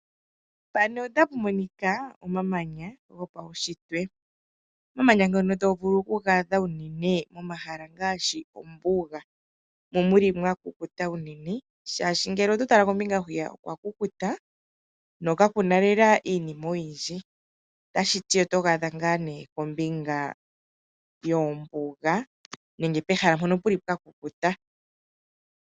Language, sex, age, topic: Oshiwambo, female, 25-35, agriculture